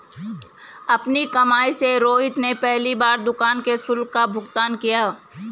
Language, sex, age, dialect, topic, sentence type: Hindi, female, 31-35, Garhwali, banking, statement